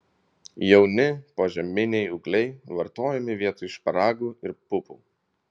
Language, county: Lithuanian, Vilnius